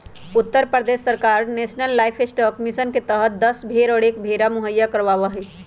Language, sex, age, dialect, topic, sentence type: Magahi, male, 18-24, Western, agriculture, statement